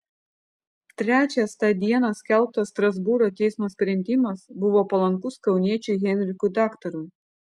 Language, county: Lithuanian, Vilnius